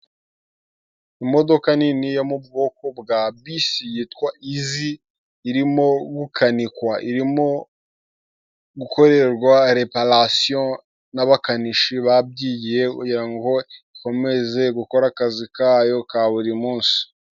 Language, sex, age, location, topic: Kinyarwanda, male, 18-24, Musanze, government